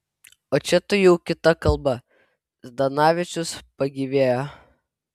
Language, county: Lithuanian, Vilnius